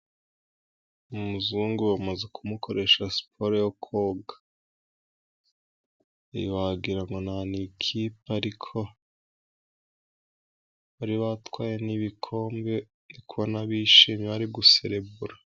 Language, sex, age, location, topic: Kinyarwanda, female, 18-24, Musanze, government